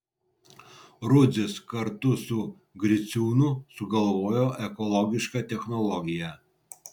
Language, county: Lithuanian, Vilnius